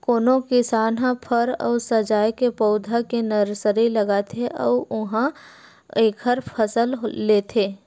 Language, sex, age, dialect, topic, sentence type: Chhattisgarhi, female, 25-30, Western/Budati/Khatahi, agriculture, statement